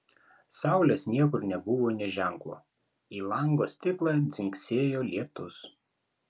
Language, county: Lithuanian, Klaipėda